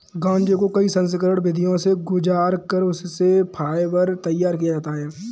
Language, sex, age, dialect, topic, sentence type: Hindi, male, 18-24, Kanauji Braj Bhasha, agriculture, statement